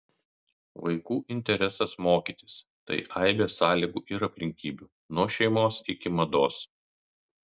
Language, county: Lithuanian, Kaunas